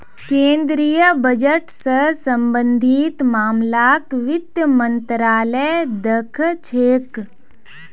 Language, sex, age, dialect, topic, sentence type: Magahi, female, 18-24, Northeastern/Surjapuri, banking, statement